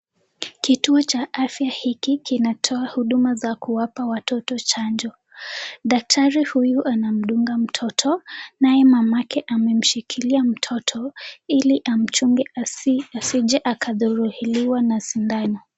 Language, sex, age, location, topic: Swahili, female, 18-24, Nakuru, health